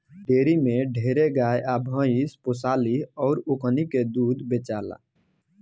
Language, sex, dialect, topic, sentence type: Bhojpuri, male, Southern / Standard, agriculture, statement